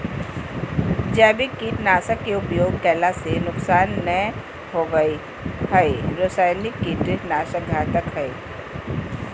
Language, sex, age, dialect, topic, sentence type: Magahi, female, 46-50, Southern, agriculture, statement